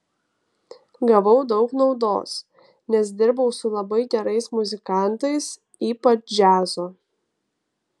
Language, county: Lithuanian, Kaunas